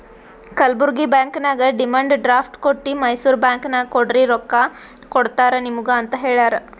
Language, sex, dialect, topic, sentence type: Kannada, female, Northeastern, banking, statement